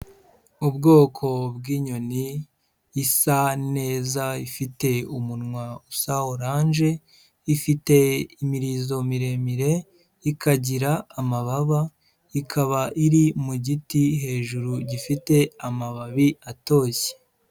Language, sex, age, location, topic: Kinyarwanda, male, 25-35, Huye, agriculture